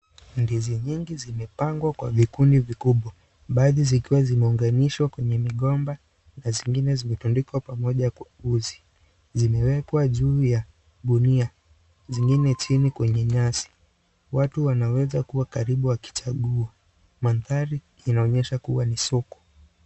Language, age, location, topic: Swahili, 18-24, Kisii, agriculture